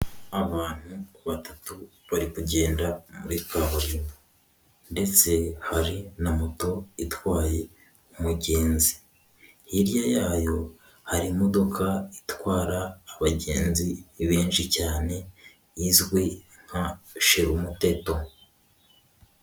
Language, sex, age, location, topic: Kinyarwanda, male, 18-24, Kigali, government